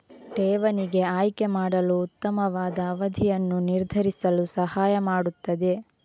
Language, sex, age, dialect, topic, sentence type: Kannada, female, 18-24, Coastal/Dakshin, banking, statement